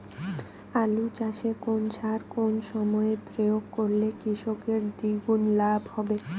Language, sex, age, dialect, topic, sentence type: Bengali, female, 18-24, Rajbangshi, agriculture, question